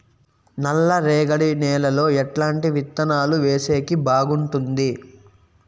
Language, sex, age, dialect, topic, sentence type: Telugu, male, 18-24, Southern, agriculture, question